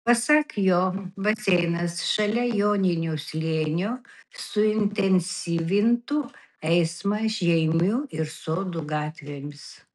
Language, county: Lithuanian, Kaunas